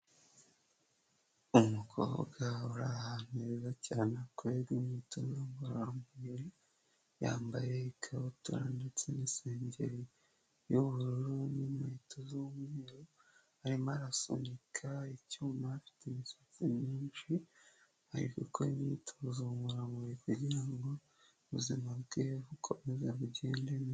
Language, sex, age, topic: Kinyarwanda, female, 18-24, health